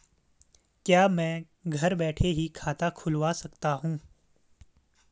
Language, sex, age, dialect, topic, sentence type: Hindi, male, 18-24, Garhwali, banking, question